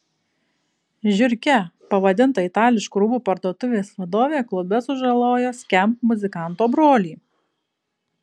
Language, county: Lithuanian, Kaunas